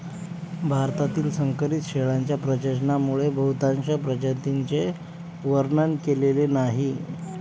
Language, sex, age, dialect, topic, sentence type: Marathi, male, 25-30, Northern Konkan, agriculture, statement